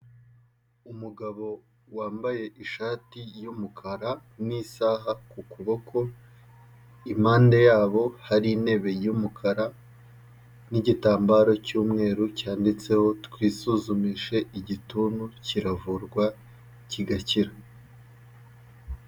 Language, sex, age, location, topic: Kinyarwanda, male, 18-24, Kigali, health